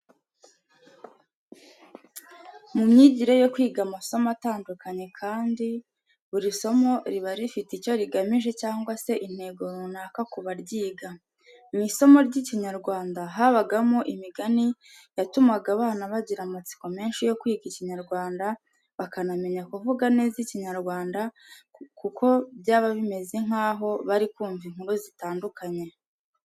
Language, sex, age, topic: Kinyarwanda, female, 25-35, education